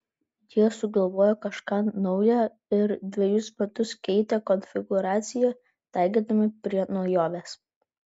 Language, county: Lithuanian, Vilnius